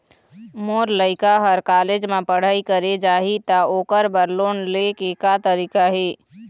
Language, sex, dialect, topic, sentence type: Chhattisgarhi, female, Eastern, banking, question